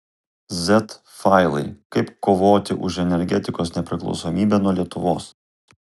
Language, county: Lithuanian, Kaunas